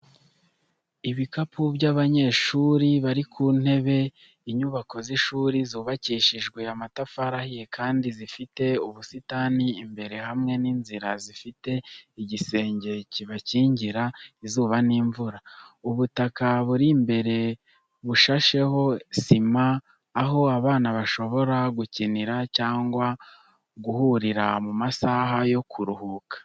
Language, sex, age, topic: Kinyarwanda, male, 18-24, education